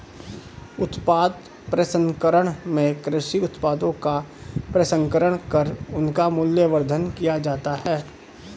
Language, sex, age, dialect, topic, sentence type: Hindi, male, 36-40, Hindustani Malvi Khadi Boli, agriculture, statement